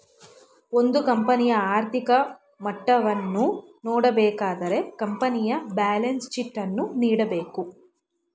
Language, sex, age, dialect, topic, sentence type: Kannada, female, 25-30, Mysore Kannada, banking, statement